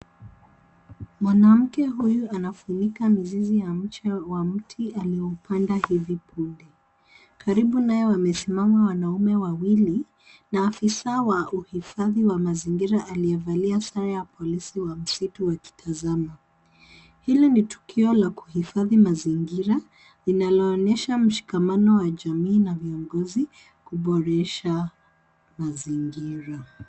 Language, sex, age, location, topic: Swahili, female, 36-49, Nairobi, government